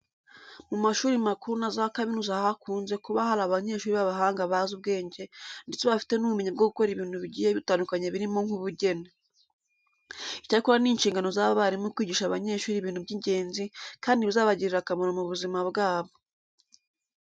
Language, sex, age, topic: Kinyarwanda, female, 25-35, education